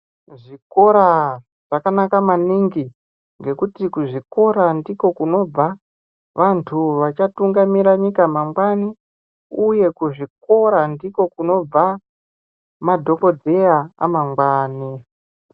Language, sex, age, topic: Ndau, female, 25-35, education